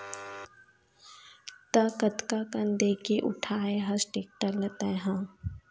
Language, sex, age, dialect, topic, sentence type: Chhattisgarhi, female, 18-24, Western/Budati/Khatahi, banking, statement